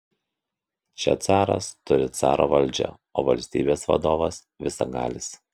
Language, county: Lithuanian, Kaunas